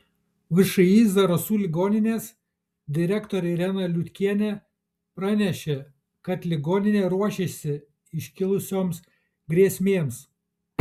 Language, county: Lithuanian, Kaunas